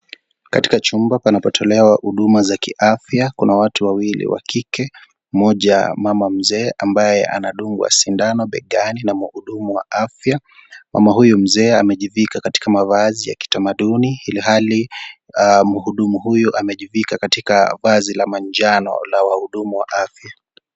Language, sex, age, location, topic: Swahili, male, 25-35, Kisii, health